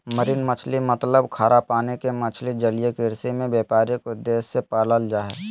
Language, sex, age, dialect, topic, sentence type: Magahi, male, 18-24, Southern, agriculture, statement